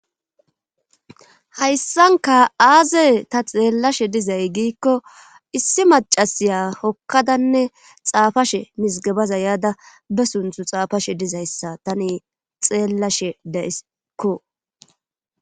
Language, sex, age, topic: Gamo, female, 36-49, government